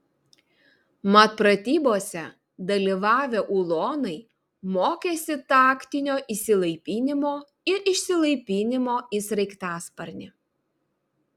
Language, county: Lithuanian, Vilnius